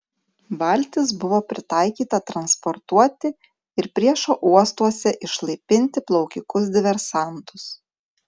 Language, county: Lithuanian, Tauragė